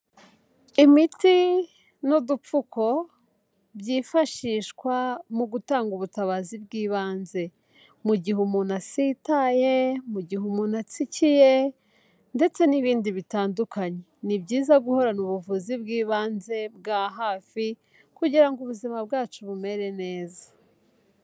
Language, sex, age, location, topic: Kinyarwanda, female, 18-24, Kigali, health